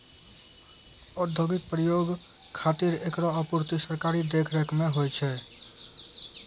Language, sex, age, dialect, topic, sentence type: Maithili, male, 18-24, Angika, agriculture, statement